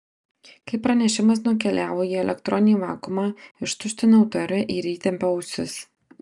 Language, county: Lithuanian, Marijampolė